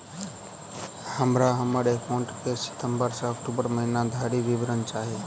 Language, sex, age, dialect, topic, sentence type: Maithili, male, 18-24, Southern/Standard, banking, question